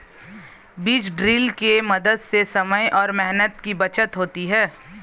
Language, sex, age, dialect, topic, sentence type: Hindi, female, 25-30, Hindustani Malvi Khadi Boli, agriculture, statement